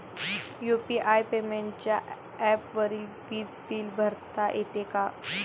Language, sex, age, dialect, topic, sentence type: Marathi, female, 18-24, Standard Marathi, banking, question